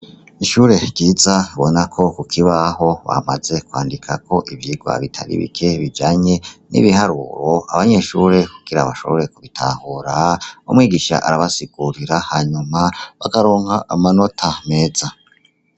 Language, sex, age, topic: Rundi, male, 25-35, education